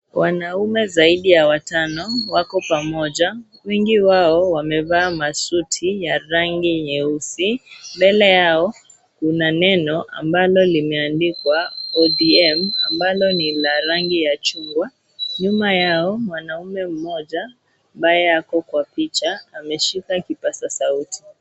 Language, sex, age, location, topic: Swahili, female, 18-24, Kisii, government